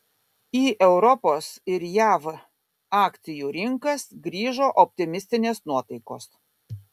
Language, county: Lithuanian, Kaunas